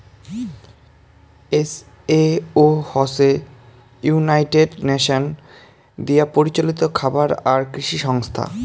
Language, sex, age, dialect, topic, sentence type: Bengali, male, 18-24, Rajbangshi, agriculture, statement